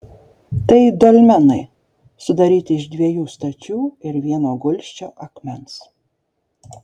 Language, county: Lithuanian, Šiauliai